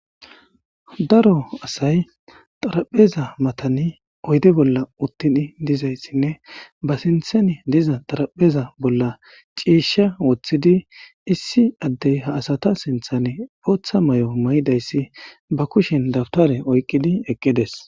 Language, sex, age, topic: Gamo, male, 25-35, government